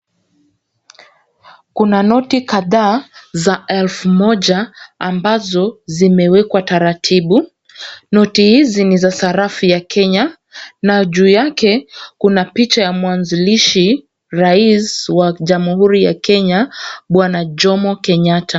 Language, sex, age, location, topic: Swahili, female, 25-35, Kisumu, finance